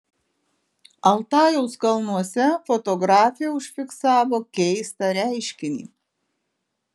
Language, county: Lithuanian, Alytus